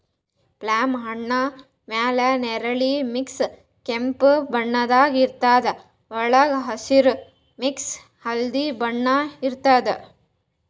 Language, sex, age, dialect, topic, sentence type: Kannada, female, 18-24, Northeastern, agriculture, statement